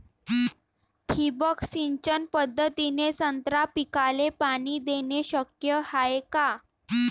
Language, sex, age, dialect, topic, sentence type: Marathi, female, 18-24, Varhadi, agriculture, question